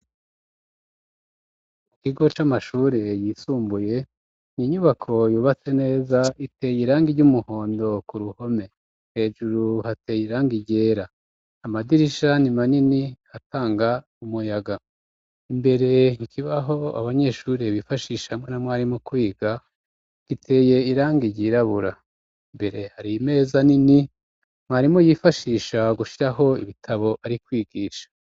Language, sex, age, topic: Rundi, male, 36-49, education